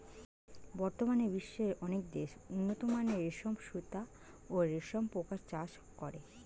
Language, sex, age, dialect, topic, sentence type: Bengali, female, 25-30, Standard Colloquial, agriculture, statement